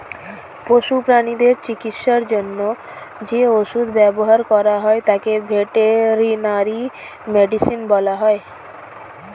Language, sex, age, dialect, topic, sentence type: Bengali, female, 18-24, Standard Colloquial, agriculture, statement